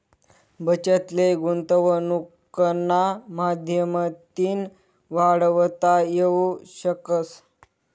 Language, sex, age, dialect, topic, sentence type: Marathi, male, 18-24, Northern Konkan, banking, statement